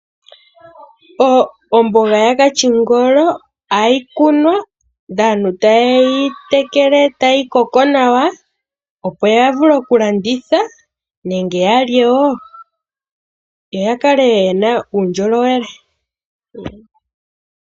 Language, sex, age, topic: Oshiwambo, female, 18-24, agriculture